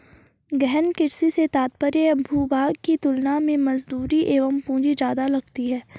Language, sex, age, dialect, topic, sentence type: Hindi, female, 18-24, Garhwali, agriculture, statement